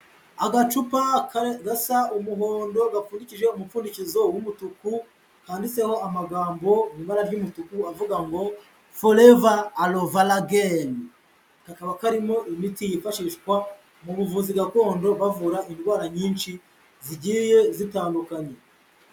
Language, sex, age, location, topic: Kinyarwanda, male, 18-24, Huye, health